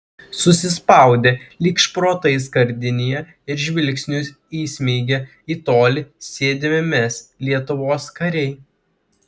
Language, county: Lithuanian, Klaipėda